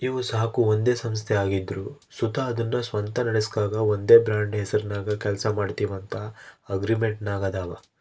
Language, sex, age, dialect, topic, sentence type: Kannada, male, 25-30, Central, banking, statement